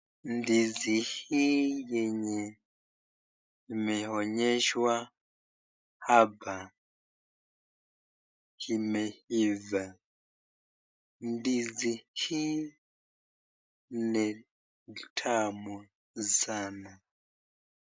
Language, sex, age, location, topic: Swahili, male, 36-49, Nakuru, agriculture